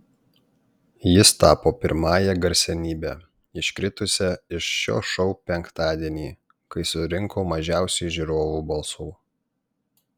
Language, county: Lithuanian, Panevėžys